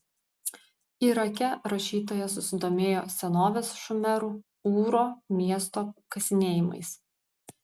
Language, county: Lithuanian, Vilnius